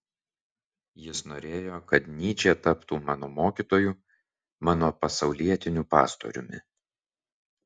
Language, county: Lithuanian, Vilnius